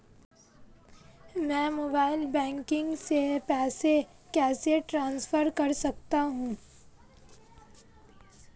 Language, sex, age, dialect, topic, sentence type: Hindi, female, 18-24, Marwari Dhudhari, banking, question